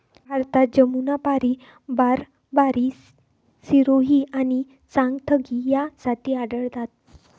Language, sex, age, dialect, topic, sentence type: Marathi, female, 60-100, Northern Konkan, agriculture, statement